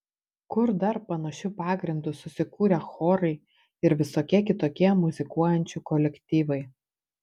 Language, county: Lithuanian, Panevėžys